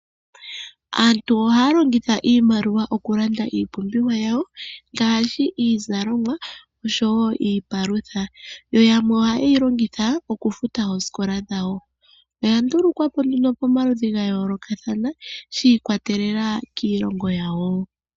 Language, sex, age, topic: Oshiwambo, male, 25-35, finance